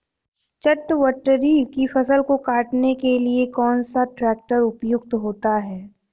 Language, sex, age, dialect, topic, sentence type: Hindi, female, 18-24, Awadhi Bundeli, agriculture, question